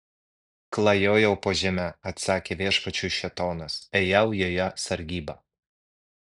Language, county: Lithuanian, Vilnius